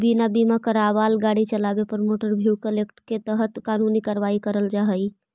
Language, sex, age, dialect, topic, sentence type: Magahi, female, 25-30, Central/Standard, banking, statement